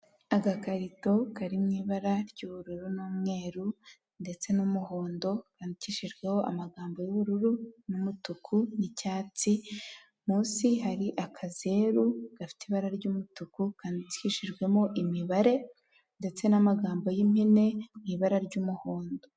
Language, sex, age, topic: Kinyarwanda, female, 18-24, health